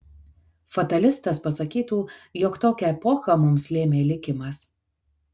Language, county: Lithuanian, Kaunas